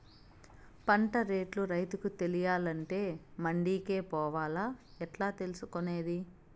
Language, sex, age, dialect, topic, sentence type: Telugu, female, 25-30, Southern, agriculture, question